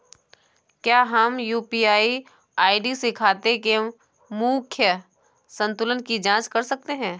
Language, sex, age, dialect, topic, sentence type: Hindi, female, 18-24, Awadhi Bundeli, banking, question